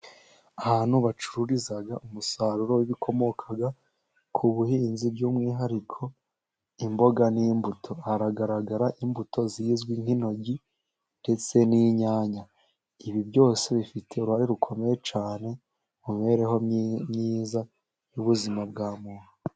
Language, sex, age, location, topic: Kinyarwanda, female, 50+, Musanze, agriculture